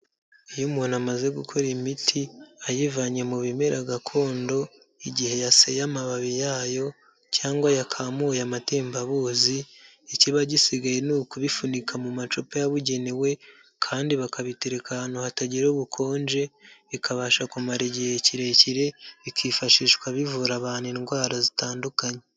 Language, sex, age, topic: Kinyarwanda, male, 25-35, health